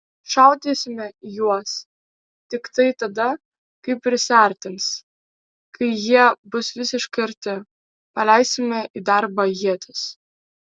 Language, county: Lithuanian, Vilnius